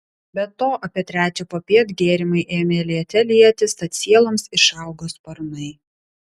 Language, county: Lithuanian, Vilnius